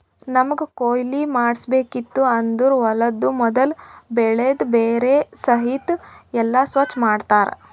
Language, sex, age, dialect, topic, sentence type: Kannada, female, 25-30, Northeastern, agriculture, statement